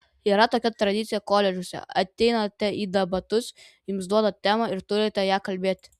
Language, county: Lithuanian, Vilnius